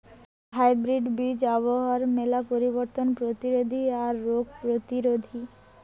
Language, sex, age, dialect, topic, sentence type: Bengali, female, 18-24, Rajbangshi, agriculture, statement